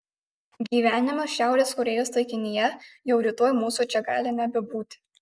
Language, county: Lithuanian, Kaunas